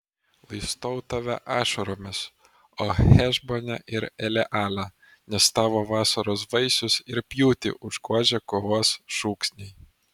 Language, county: Lithuanian, Vilnius